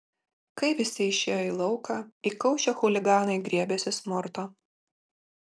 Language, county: Lithuanian, Marijampolė